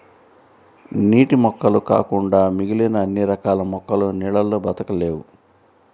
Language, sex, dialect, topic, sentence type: Telugu, female, Central/Coastal, agriculture, statement